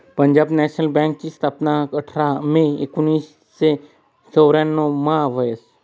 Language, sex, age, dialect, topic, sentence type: Marathi, male, 36-40, Northern Konkan, banking, statement